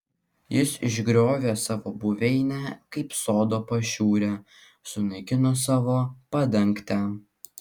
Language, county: Lithuanian, Klaipėda